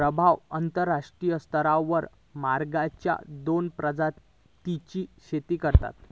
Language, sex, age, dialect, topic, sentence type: Marathi, male, 18-24, Southern Konkan, agriculture, statement